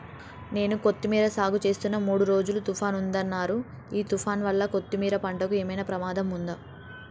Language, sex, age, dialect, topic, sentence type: Telugu, female, 18-24, Telangana, agriculture, question